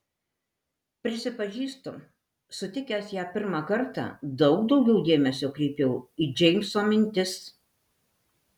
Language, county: Lithuanian, Alytus